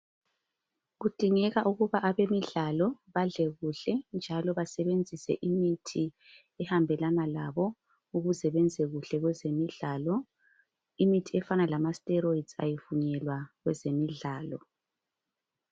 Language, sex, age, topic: North Ndebele, female, 36-49, health